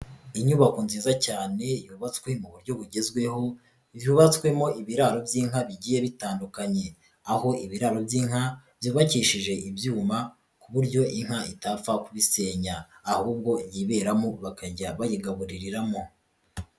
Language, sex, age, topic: Kinyarwanda, female, 25-35, agriculture